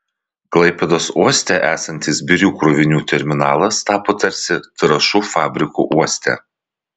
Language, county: Lithuanian, Vilnius